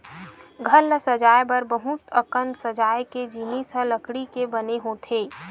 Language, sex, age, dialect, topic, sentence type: Chhattisgarhi, female, 18-24, Western/Budati/Khatahi, agriculture, statement